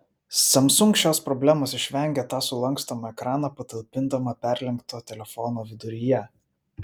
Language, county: Lithuanian, Vilnius